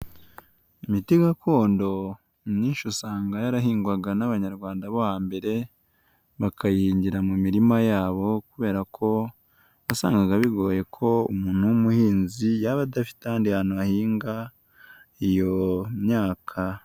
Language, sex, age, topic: Kinyarwanda, male, 18-24, health